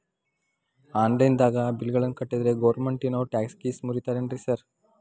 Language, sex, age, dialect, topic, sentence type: Kannada, male, 18-24, Dharwad Kannada, banking, question